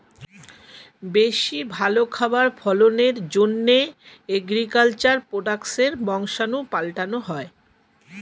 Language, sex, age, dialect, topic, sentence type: Bengali, female, 51-55, Standard Colloquial, agriculture, statement